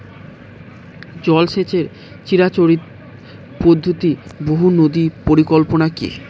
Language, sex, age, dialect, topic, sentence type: Bengali, male, 18-24, Standard Colloquial, agriculture, question